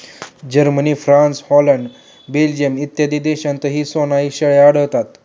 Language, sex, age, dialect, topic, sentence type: Marathi, male, 18-24, Standard Marathi, agriculture, statement